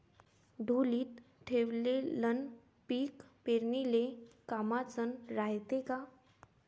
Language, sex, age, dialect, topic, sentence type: Marathi, female, 18-24, Varhadi, agriculture, question